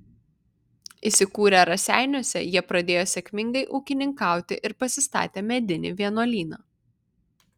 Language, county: Lithuanian, Vilnius